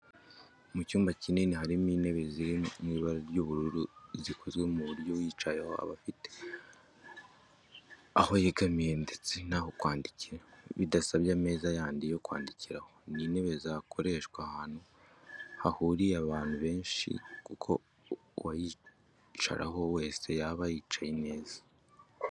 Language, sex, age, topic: Kinyarwanda, male, 25-35, education